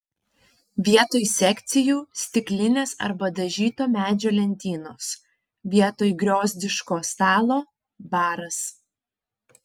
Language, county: Lithuanian, Panevėžys